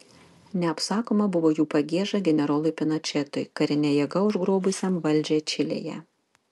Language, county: Lithuanian, Panevėžys